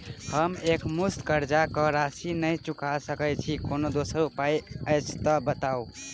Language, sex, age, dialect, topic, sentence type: Maithili, female, 25-30, Southern/Standard, banking, question